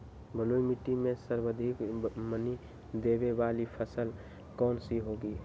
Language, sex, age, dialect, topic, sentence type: Magahi, male, 18-24, Western, agriculture, question